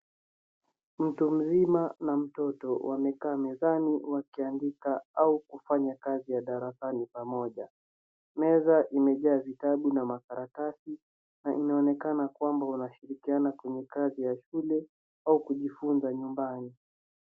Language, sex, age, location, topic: Swahili, male, 50+, Nairobi, education